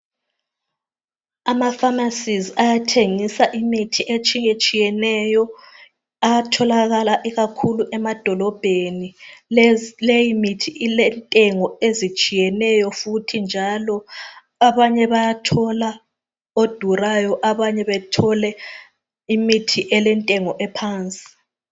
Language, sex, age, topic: North Ndebele, female, 25-35, health